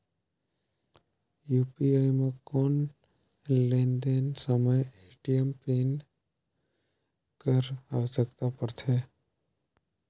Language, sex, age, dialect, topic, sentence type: Chhattisgarhi, male, 18-24, Northern/Bhandar, banking, question